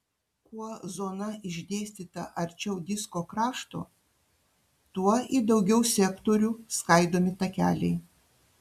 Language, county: Lithuanian, Panevėžys